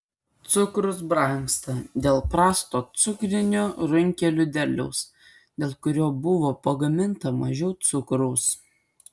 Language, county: Lithuanian, Kaunas